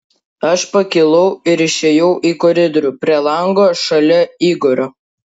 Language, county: Lithuanian, Klaipėda